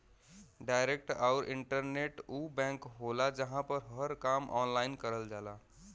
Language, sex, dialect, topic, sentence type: Bhojpuri, male, Western, banking, statement